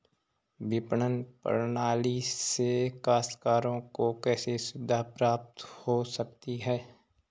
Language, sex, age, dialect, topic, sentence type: Hindi, male, 25-30, Garhwali, agriculture, question